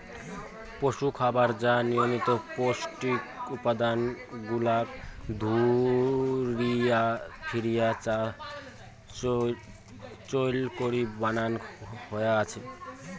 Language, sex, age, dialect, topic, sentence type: Bengali, male, <18, Rajbangshi, agriculture, statement